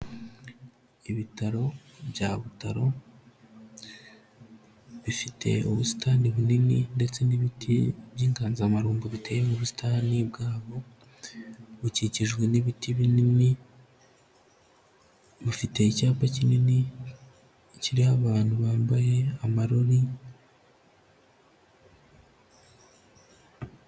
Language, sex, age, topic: Kinyarwanda, male, 25-35, health